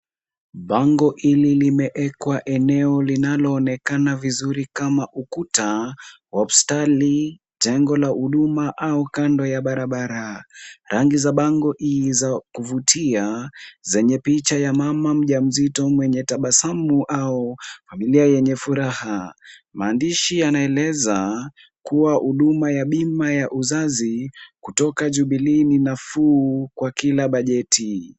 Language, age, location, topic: Swahili, 18-24, Kisumu, finance